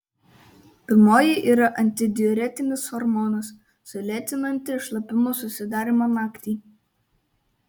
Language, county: Lithuanian, Kaunas